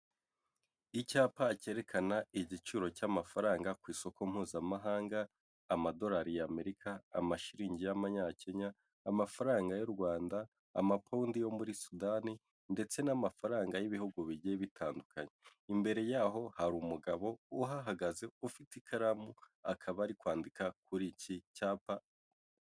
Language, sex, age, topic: Kinyarwanda, male, 18-24, finance